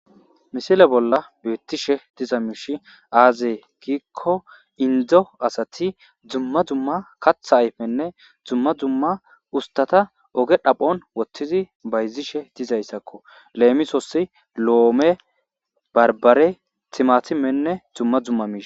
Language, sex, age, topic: Gamo, male, 25-35, agriculture